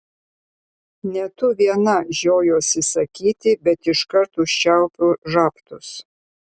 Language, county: Lithuanian, Vilnius